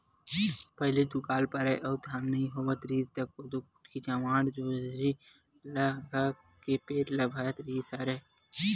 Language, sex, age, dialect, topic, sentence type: Chhattisgarhi, male, 18-24, Western/Budati/Khatahi, agriculture, statement